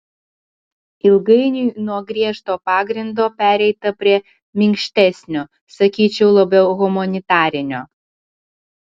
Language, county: Lithuanian, Klaipėda